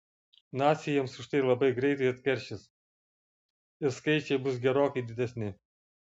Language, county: Lithuanian, Vilnius